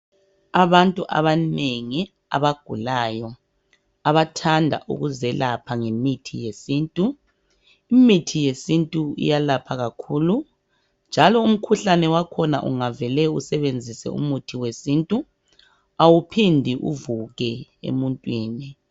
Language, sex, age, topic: North Ndebele, female, 50+, health